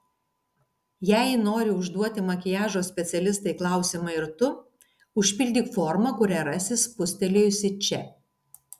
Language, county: Lithuanian, Kaunas